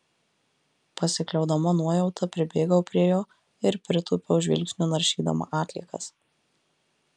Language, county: Lithuanian, Marijampolė